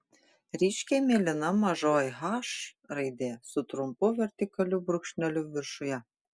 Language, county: Lithuanian, Panevėžys